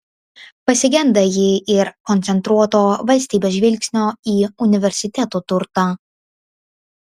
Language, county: Lithuanian, Vilnius